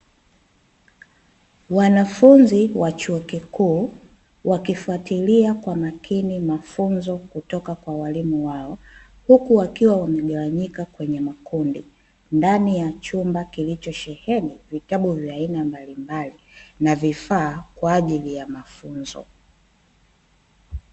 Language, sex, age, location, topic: Swahili, female, 25-35, Dar es Salaam, education